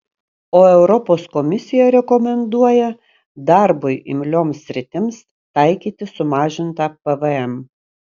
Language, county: Lithuanian, Kaunas